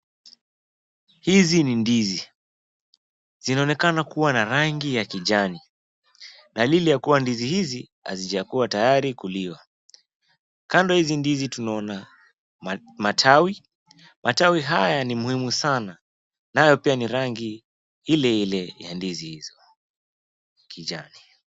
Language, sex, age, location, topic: Swahili, male, 18-24, Wajir, agriculture